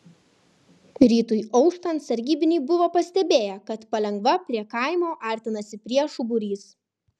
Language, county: Lithuanian, Kaunas